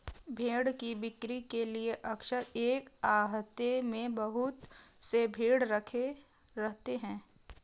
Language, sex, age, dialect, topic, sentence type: Hindi, female, 18-24, Marwari Dhudhari, agriculture, statement